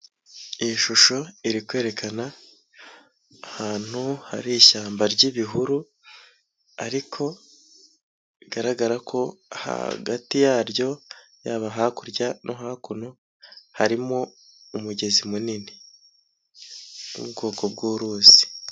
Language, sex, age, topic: Kinyarwanda, male, 25-35, agriculture